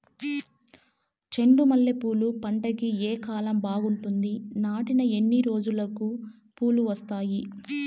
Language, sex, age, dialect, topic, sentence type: Telugu, female, 18-24, Southern, agriculture, question